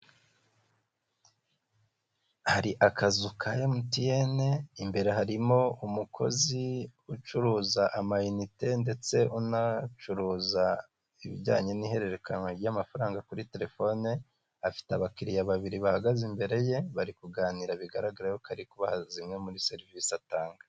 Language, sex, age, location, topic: Kinyarwanda, male, 25-35, Kigali, finance